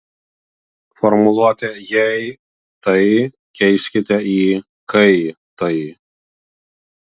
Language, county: Lithuanian, Vilnius